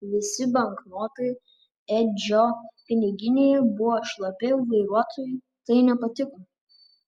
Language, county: Lithuanian, Panevėžys